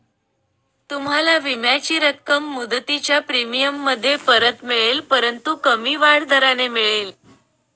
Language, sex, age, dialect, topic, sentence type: Marathi, female, 31-35, Northern Konkan, banking, statement